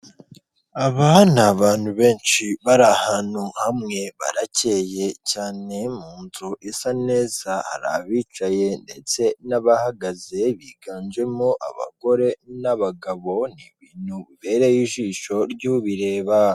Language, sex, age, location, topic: Kinyarwanda, male, 18-24, Kigali, health